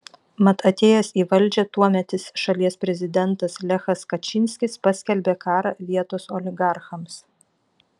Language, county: Lithuanian, Vilnius